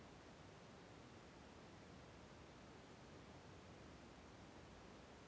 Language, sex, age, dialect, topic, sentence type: Kannada, male, 41-45, Central, agriculture, question